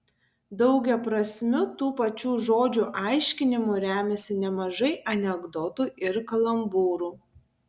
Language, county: Lithuanian, Tauragė